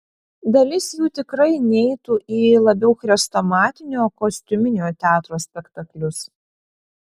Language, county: Lithuanian, Vilnius